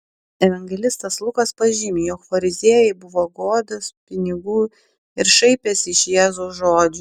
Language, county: Lithuanian, Klaipėda